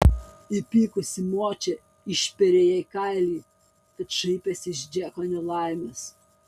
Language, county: Lithuanian, Kaunas